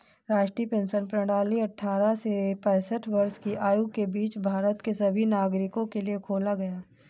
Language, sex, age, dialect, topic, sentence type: Hindi, female, 18-24, Awadhi Bundeli, banking, statement